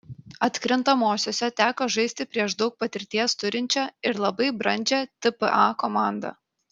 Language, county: Lithuanian, Kaunas